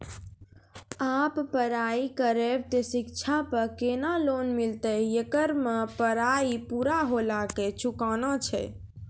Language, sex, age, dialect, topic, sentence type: Maithili, female, 31-35, Angika, banking, question